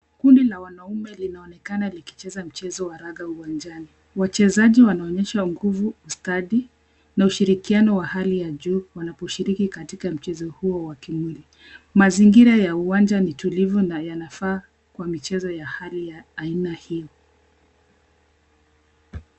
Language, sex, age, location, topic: Swahili, female, 25-35, Nairobi, education